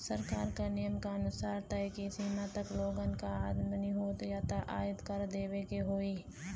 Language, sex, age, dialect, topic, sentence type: Bhojpuri, female, 25-30, Western, banking, statement